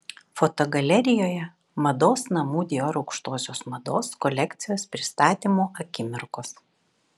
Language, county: Lithuanian, Vilnius